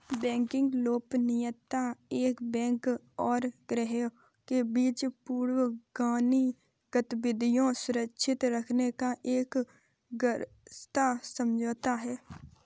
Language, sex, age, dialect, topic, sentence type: Hindi, female, 18-24, Kanauji Braj Bhasha, banking, statement